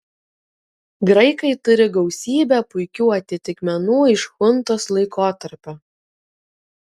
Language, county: Lithuanian, Kaunas